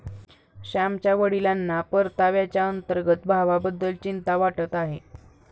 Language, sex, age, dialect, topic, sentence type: Marathi, female, 41-45, Standard Marathi, banking, statement